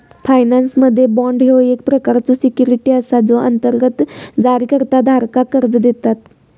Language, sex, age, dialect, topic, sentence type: Marathi, female, 18-24, Southern Konkan, banking, statement